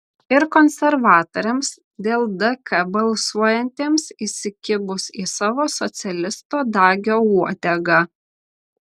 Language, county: Lithuanian, Vilnius